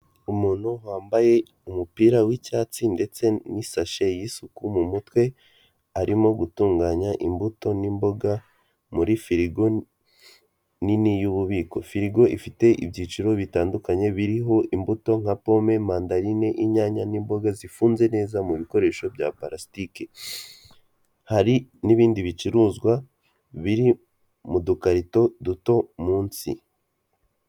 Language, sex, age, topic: Kinyarwanda, male, 18-24, finance